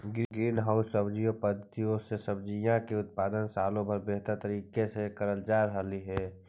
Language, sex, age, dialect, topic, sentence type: Magahi, male, 51-55, Central/Standard, agriculture, statement